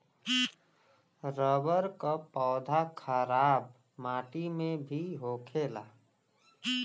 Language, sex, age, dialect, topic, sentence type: Bhojpuri, male, 18-24, Western, agriculture, statement